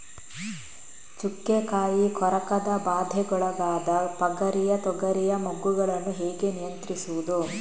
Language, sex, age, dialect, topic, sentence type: Kannada, female, 18-24, Coastal/Dakshin, agriculture, question